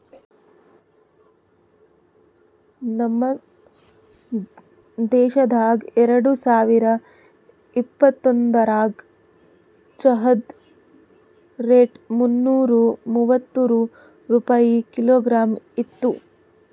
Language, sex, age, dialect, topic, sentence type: Kannada, female, 18-24, Northeastern, agriculture, statement